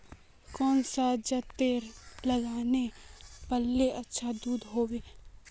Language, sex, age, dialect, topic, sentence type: Magahi, female, 18-24, Northeastern/Surjapuri, agriculture, question